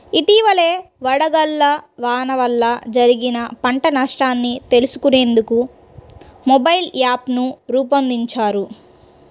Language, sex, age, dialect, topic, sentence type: Telugu, female, 31-35, Central/Coastal, agriculture, statement